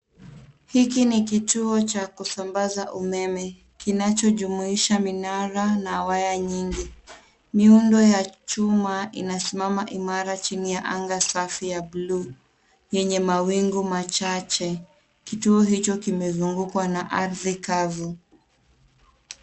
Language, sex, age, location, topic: Swahili, female, 18-24, Nairobi, government